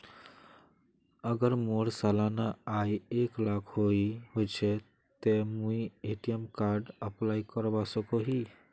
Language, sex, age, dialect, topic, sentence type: Magahi, male, 18-24, Northeastern/Surjapuri, banking, question